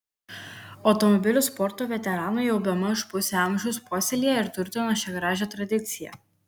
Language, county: Lithuanian, Kaunas